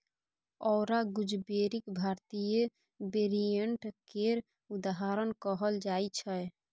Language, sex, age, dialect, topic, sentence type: Maithili, female, 18-24, Bajjika, agriculture, statement